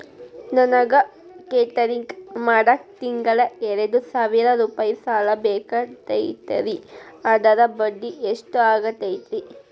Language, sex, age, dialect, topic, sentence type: Kannada, female, 18-24, Dharwad Kannada, banking, question